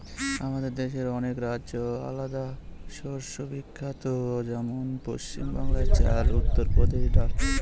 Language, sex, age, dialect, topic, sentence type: Bengali, male, 25-30, Northern/Varendri, agriculture, statement